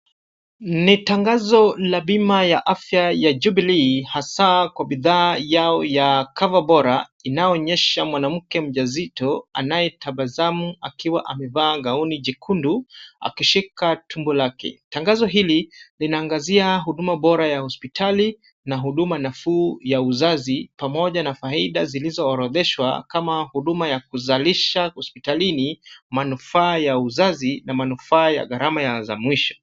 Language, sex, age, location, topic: Swahili, male, 25-35, Kisumu, finance